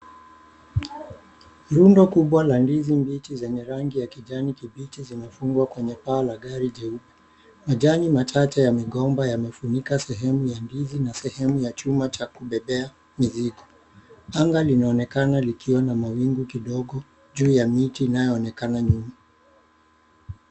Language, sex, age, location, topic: Swahili, male, 36-49, Mombasa, agriculture